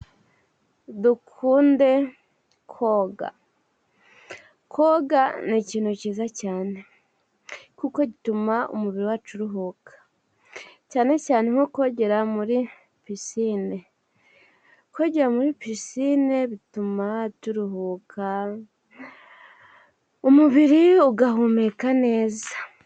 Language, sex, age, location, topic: Kinyarwanda, female, 18-24, Musanze, government